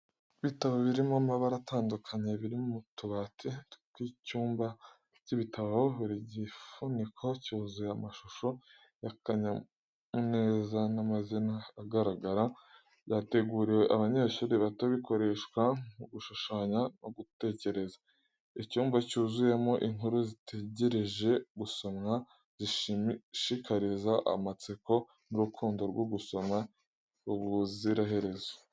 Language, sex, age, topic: Kinyarwanda, male, 18-24, education